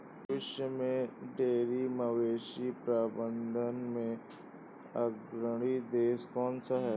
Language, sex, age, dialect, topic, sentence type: Hindi, male, 18-24, Awadhi Bundeli, agriculture, statement